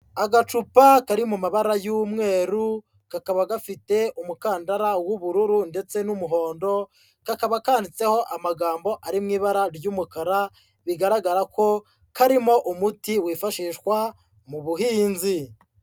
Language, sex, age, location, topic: Kinyarwanda, male, 25-35, Huye, agriculture